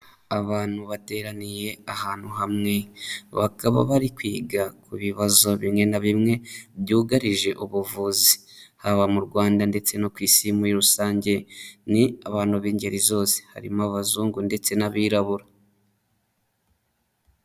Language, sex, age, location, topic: Kinyarwanda, male, 25-35, Huye, health